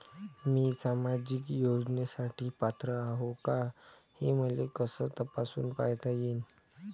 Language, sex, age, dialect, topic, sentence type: Marathi, female, 46-50, Varhadi, banking, question